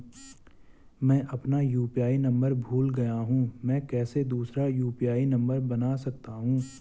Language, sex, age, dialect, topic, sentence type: Hindi, male, 18-24, Garhwali, banking, question